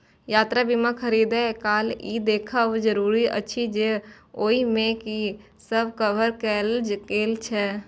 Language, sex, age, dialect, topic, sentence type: Maithili, female, 18-24, Eastern / Thethi, banking, statement